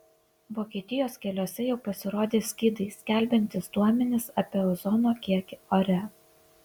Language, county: Lithuanian, Kaunas